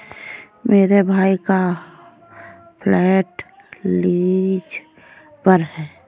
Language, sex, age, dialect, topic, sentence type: Hindi, female, 25-30, Awadhi Bundeli, banking, statement